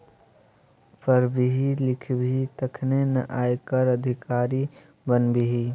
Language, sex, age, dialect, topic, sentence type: Maithili, male, 18-24, Bajjika, banking, statement